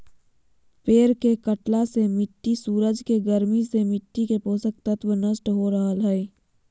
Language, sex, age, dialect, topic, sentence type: Magahi, female, 25-30, Southern, agriculture, statement